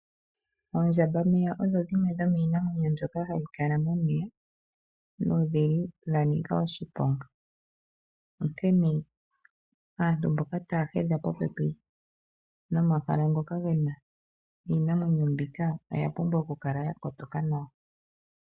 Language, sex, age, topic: Oshiwambo, female, 36-49, agriculture